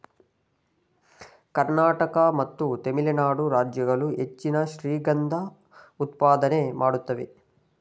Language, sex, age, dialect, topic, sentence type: Kannada, male, 60-100, Mysore Kannada, agriculture, statement